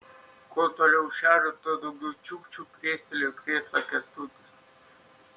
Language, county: Lithuanian, Šiauliai